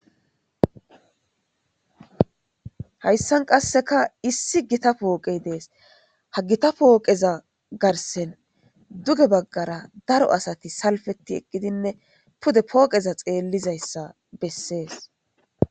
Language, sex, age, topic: Gamo, female, 25-35, government